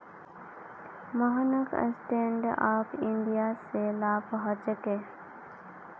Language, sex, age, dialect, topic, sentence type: Magahi, female, 18-24, Northeastern/Surjapuri, banking, statement